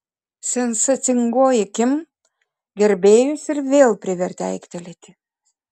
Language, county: Lithuanian, Kaunas